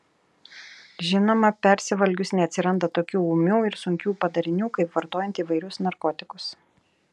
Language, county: Lithuanian, Telšiai